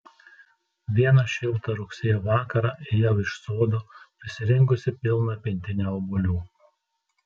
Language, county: Lithuanian, Telšiai